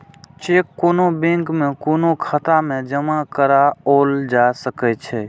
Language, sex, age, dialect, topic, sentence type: Maithili, male, 60-100, Eastern / Thethi, banking, statement